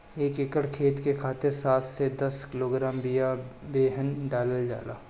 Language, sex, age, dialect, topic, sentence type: Bhojpuri, female, 31-35, Northern, agriculture, question